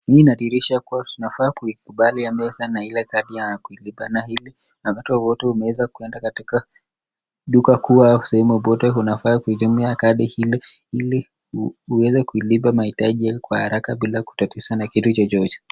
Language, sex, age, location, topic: Swahili, male, 25-35, Nakuru, finance